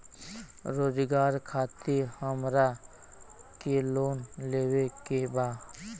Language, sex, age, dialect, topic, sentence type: Bhojpuri, male, 18-24, Western, banking, question